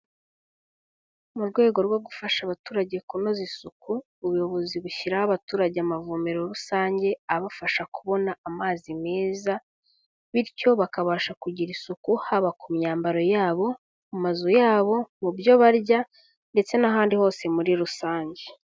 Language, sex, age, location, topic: Kinyarwanda, female, 18-24, Kigali, health